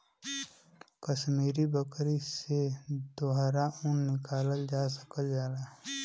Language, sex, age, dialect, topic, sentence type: Bhojpuri, female, 18-24, Western, agriculture, statement